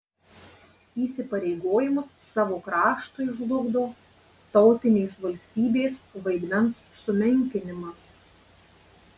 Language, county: Lithuanian, Marijampolė